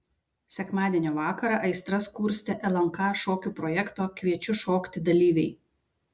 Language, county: Lithuanian, Vilnius